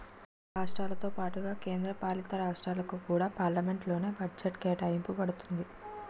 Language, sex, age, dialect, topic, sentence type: Telugu, female, 46-50, Utterandhra, banking, statement